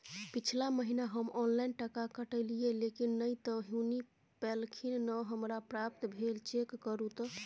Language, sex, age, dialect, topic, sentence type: Maithili, female, 18-24, Bajjika, banking, question